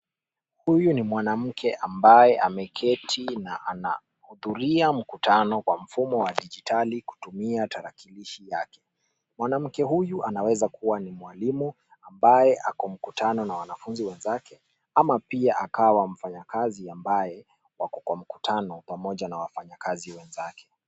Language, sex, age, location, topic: Swahili, male, 25-35, Nairobi, education